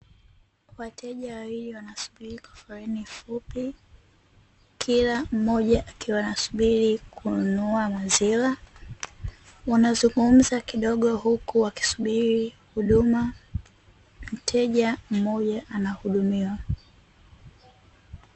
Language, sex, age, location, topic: Swahili, female, 18-24, Dar es Salaam, finance